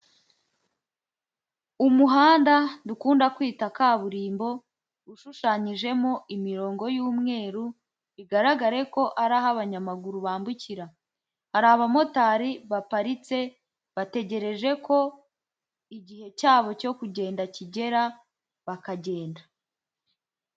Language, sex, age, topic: Kinyarwanda, female, 18-24, government